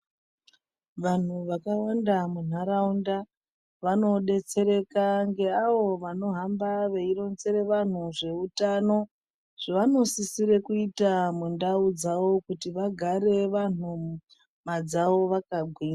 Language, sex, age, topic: Ndau, male, 36-49, health